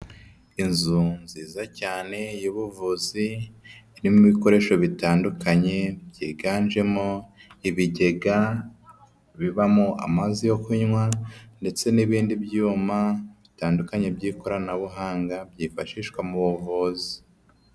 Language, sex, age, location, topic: Kinyarwanda, male, 25-35, Huye, health